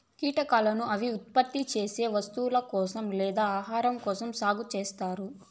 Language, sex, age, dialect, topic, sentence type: Telugu, female, 18-24, Southern, agriculture, statement